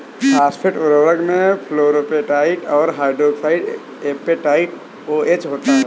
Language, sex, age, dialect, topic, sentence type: Hindi, male, 18-24, Awadhi Bundeli, agriculture, statement